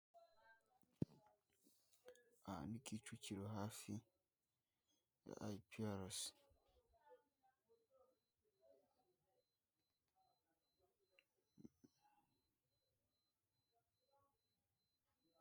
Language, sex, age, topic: Kinyarwanda, male, 25-35, government